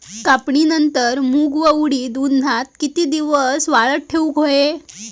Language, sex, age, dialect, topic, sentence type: Marathi, female, 18-24, Southern Konkan, agriculture, question